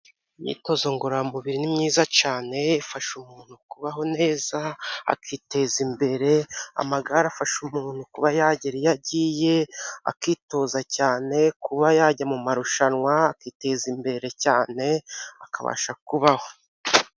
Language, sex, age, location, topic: Kinyarwanda, male, 25-35, Musanze, government